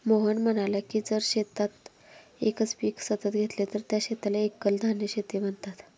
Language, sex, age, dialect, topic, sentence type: Marathi, female, 25-30, Standard Marathi, agriculture, statement